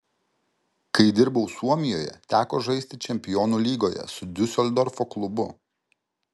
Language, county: Lithuanian, Kaunas